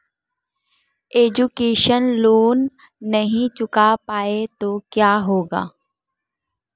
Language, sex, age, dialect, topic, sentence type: Hindi, female, 18-24, Marwari Dhudhari, banking, question